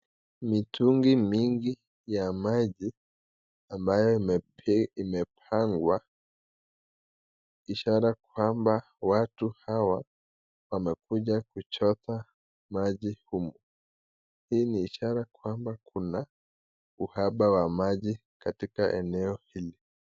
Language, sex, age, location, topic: Swahili, male, 25-35, Nakuru, health